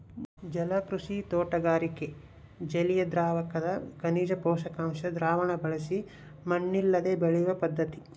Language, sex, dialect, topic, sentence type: Kannada, male, Central, agriculture, statement